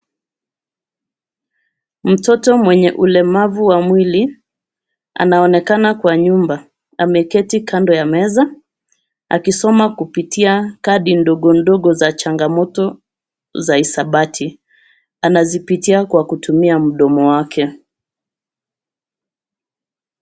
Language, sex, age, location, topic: Swahili, female, 36-49, Nairobi, education